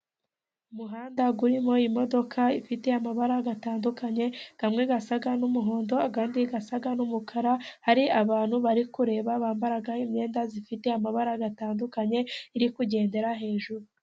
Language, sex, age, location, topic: Kinyarwanda, female, 25-35, Musanze, government